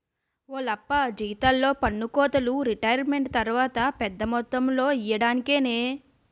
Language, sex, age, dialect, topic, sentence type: Telugu, female, 25-30, Utterandhra, banking, statement